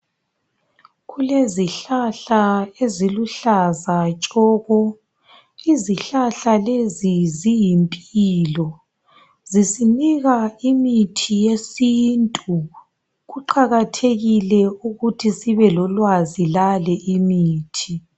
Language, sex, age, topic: North Ndebele, male, 18-24, health